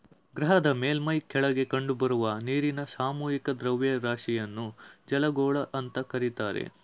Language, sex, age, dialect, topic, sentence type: Kannada, male, 18-24, Mysore Kannada, agriculture, statement